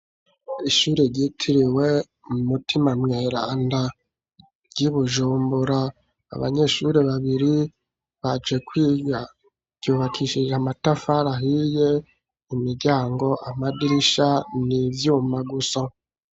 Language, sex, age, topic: Rundi, male, 25-35, education